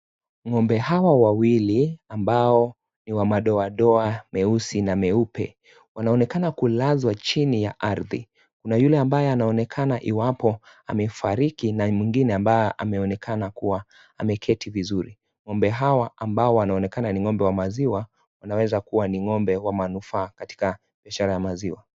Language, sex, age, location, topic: Swahili, male, 25-35, Kisii, agriculture